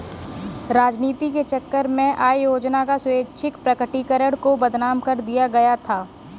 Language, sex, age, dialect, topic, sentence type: Hindi, female, 18-24, Kanauji Braj Bhasha, banking, statement